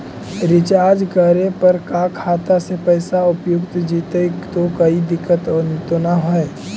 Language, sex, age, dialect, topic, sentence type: Magahi, male, 18-24, Central/Standard, banking, question